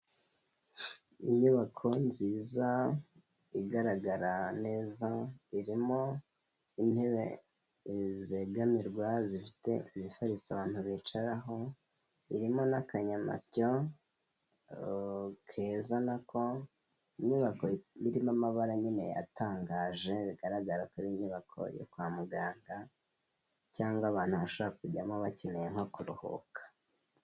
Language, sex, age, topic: Kinyarwanda, male, 18-24, health